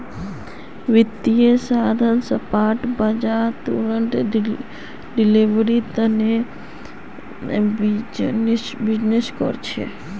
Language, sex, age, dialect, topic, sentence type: Magahi, female, 18-24, Northeastern/Surjapuri, banking, statement